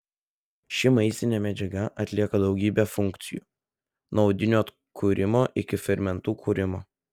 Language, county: Lithuanian, Telšiai